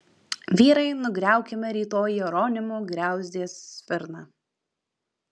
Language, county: Lithuanian, Kaunas